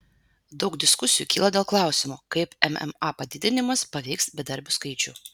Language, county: Lithuanian, Vilnius